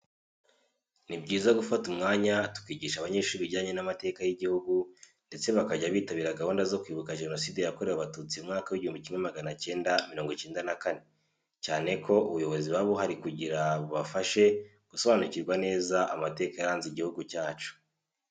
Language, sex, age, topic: Kinyarwanda, male, 18-24, education